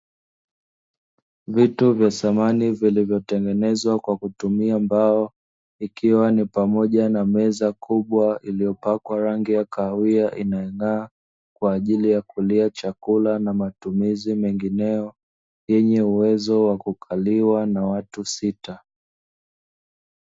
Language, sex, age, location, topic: Swahili, male, 25-35, Dar es Salaam, finance